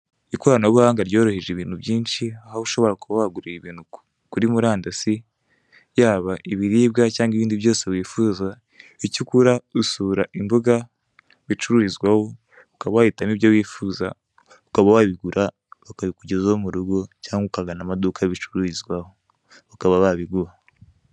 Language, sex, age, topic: Kinyarwanda, male, 18-24, finance